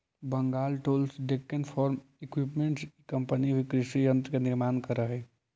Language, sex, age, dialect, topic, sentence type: Magahi, male, 18-24, Central/Standard, banking, statement